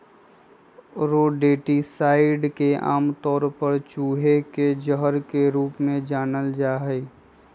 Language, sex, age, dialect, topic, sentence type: Magahi, male, 25-30, Western, agriculture, statement